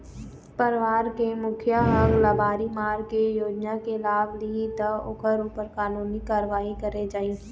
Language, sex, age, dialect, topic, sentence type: Chhattisgarhi, female, 18-24, Eastern, agriculture, statement